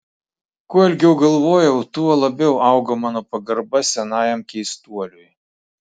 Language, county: Lithuanian, Klaipėda